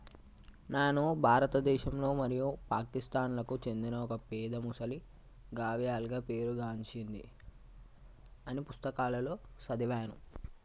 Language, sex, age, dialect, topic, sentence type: Telugu, male, 18-24, Telangana, agriculture, statement